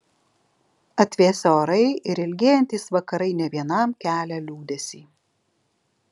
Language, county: Lithuanian, Alytus